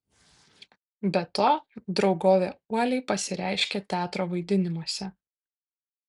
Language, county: Lithuanian, Kaunas